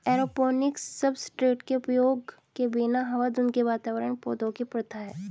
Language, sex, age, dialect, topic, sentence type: Hindi, female, 36-40, Hindustani Malvi Khadi Boli, agriculture, statement